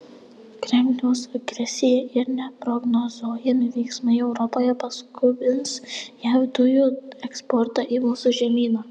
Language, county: Lithuanian, Panevėžys